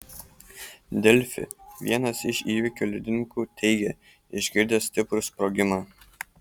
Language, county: Lithuanian, Kaunas